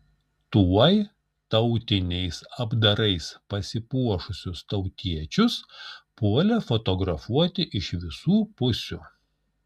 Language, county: Lithuanian, Šiauliai